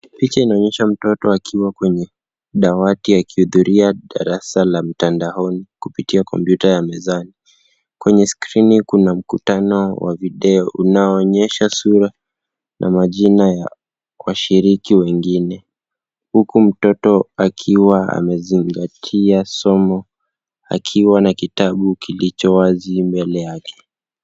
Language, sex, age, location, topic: Swahili, male, 18-24, Nairobi, education